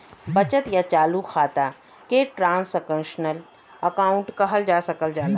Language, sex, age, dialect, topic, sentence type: Bhojpuri, female, 36-40, Western, banking, statement